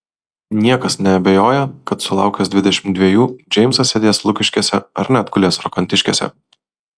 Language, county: Lithuanian, Vilnius